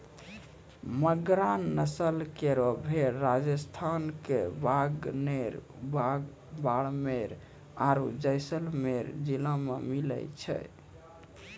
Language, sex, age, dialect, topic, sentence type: Maithili, male, 18-24, Angika, agriculture, statement